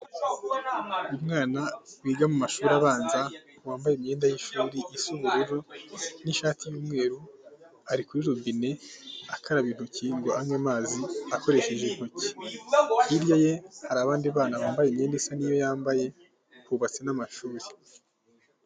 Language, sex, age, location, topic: Kinyarwanda, female, 25-35, Kigali, health